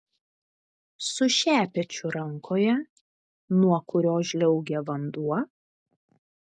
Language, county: Lithuanian, Vilnius